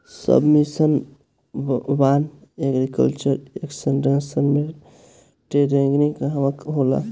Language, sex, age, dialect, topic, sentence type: Bhojpuri, female, 18-24, Northern, agriculture, question